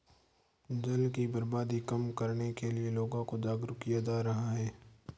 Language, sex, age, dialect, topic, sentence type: Hindi, male, 46-50, Marwari Dhudhari, agriculture, statement